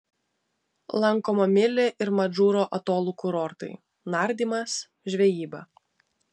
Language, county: Lithuanian, Vilnius